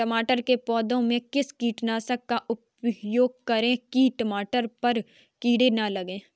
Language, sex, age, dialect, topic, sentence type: Hindi, female, 25-30, Kanauji Braj Bhasha, agriculture, question